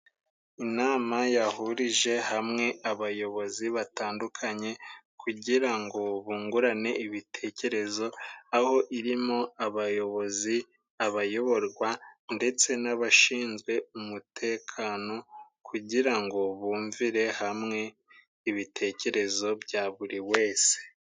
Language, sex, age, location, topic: Kinyarwanda, male, 25-35, Musanze, government